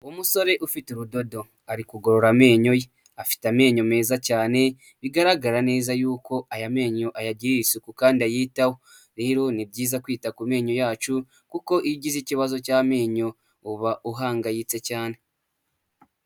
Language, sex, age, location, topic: Kinyarwanda, male, 18-24, Huye, health